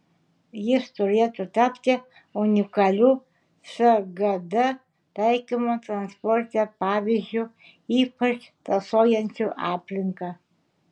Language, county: Lithuanian, Šiauliai